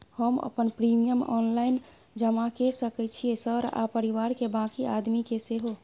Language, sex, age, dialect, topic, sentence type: Maithili, female, 25-30, Bajjika, banking, question